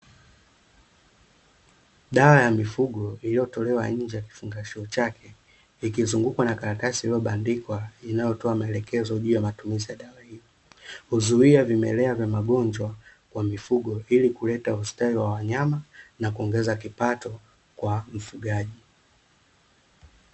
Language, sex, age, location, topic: Swahili, male, 25-35, Dar es Salaam, agriculture